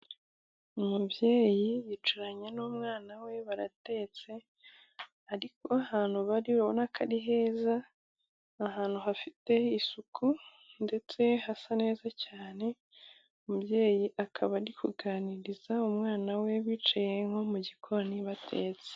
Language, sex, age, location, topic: Kinyarwanda, female, 18-24, Musanze, government